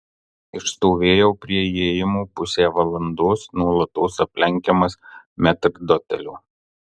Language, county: Lithuanian, Marijampolė